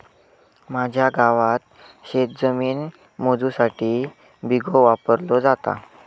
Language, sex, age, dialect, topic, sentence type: Marathi, male, 25-30, Southern Konkan, agriculture, statement